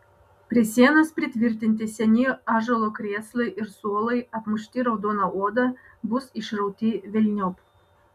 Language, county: Lithuanian, Vilnius